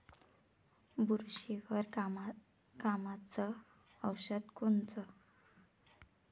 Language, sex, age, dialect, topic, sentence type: Marathi, female, 25-30, Varhadi, agriculture, question